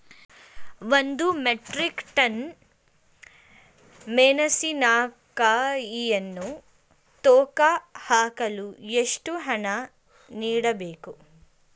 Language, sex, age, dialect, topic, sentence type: Kannada, female, 18-24, Mysore Kannada, agriculture, question